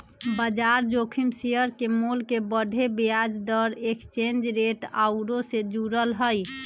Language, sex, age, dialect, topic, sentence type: Magahi, female, 31-35, Western, banking, statement